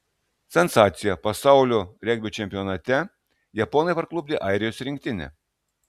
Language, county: Lithuanian, Klaipėda